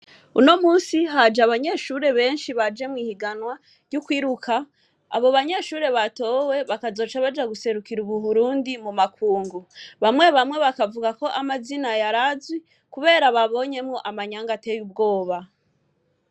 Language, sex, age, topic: Rundi, female, 25-35, education